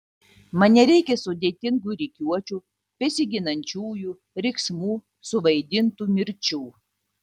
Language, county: Lithuanian, Tauragė